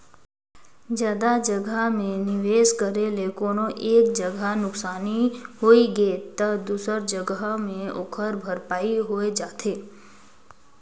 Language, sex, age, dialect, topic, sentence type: Chhattisgarhi, female, 18-24, Northern/Bhandar, banking, statement